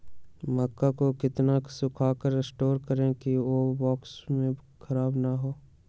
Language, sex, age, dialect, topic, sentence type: Magahi, male, 18-24, Western, agriculture, question